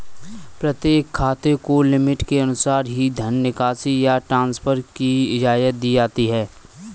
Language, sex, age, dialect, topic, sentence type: Hindi, male, 18-24, Kanauji Braj Bhasha, banking, statement